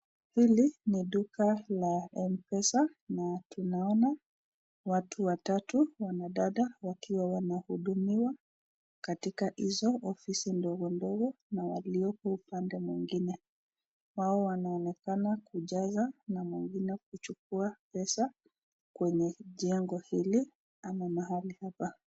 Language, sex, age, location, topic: Swahili, female, 36-49, Nakuru, finance